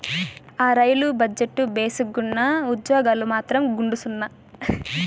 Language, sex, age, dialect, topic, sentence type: Telugu, female, 18-24, Southern, banking, statement